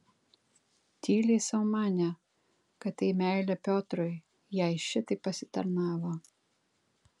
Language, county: Lithuanian, Kaunas